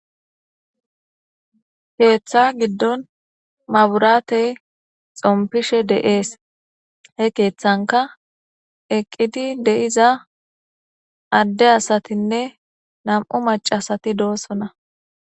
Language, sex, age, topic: Gamo, female, 18-24, government